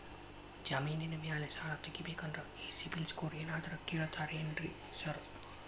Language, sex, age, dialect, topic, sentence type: Kannada, male, 25-30, Dharwad Kannada, banking, question